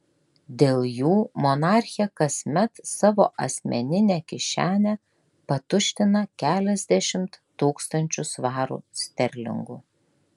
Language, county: Lithuanian, Klaipėda